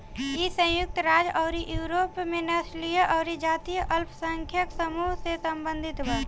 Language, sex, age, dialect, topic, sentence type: Bhojpuri, female, 18-24, Southern / Standard, banking, statement